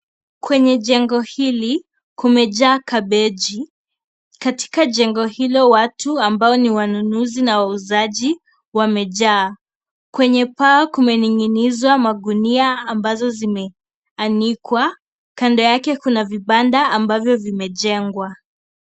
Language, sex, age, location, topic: Swahili, female, 18-24, Kisii, finance